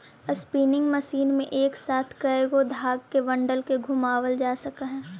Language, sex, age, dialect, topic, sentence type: Magahi, female, 18-24, Central/Standard, agriculture, statement